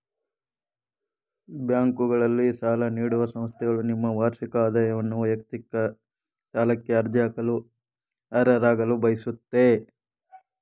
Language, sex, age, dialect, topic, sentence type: Kannada, male, 25-30, Mysore Kannada, banking, statement